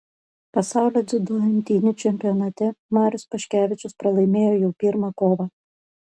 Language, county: Lithuanian, Panevėžys